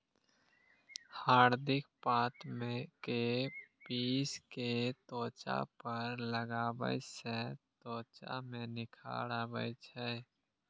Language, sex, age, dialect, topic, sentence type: Maithili, male, 18-24, Eastern / Thethi, agriculture, statement